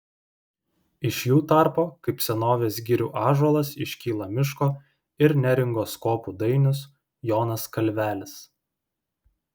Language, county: Lithuanian, Vilnius